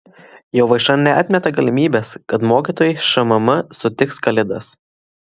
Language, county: Lithuanian, Klaipėda